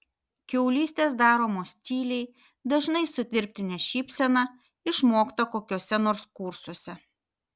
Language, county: Lithuanian, Kaunas